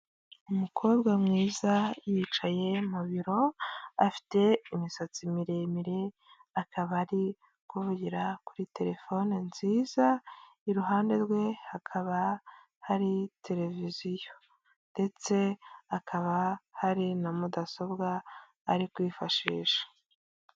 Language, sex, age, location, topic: Kinyarwanda, female, 25-35, Huye, health